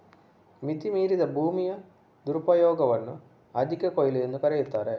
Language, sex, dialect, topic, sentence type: Kannada, male, Coastal/Dakshin, agriculture, statement